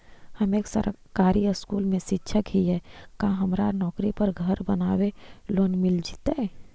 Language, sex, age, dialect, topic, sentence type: Magahi, female, 18-24, Central/Standard, banking, question